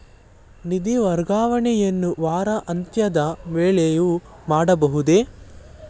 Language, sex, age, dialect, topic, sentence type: Kannada, male, 18-24, Mysore Kannada, banking, question